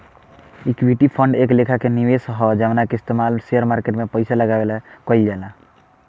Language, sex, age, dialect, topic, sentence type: Bhojpuri, male, <18, Southern / Standard, banking, statement